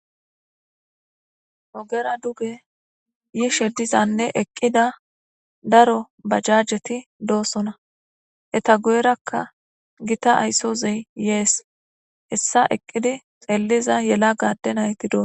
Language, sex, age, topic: Gamo, female, 18-24, government